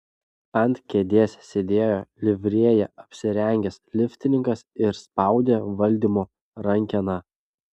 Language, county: Lithuanian, Klaipėda